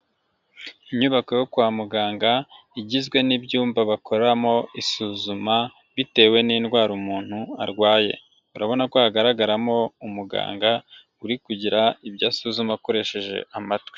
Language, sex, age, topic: Kinyarwanda, male, 25-35, health